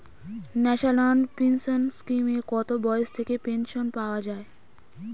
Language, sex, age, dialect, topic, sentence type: Bengali, female, 18-24, Standard Colloquial, banking, question